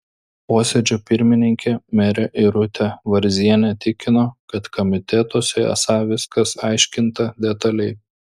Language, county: Lithuanian, Klaipėda